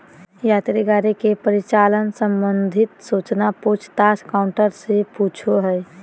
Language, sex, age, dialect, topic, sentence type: Magahi, male, 18-24, Southern, banking, statement